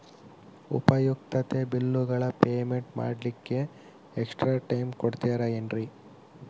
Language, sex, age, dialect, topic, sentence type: Kannada, male, 18-24, Central, banking, question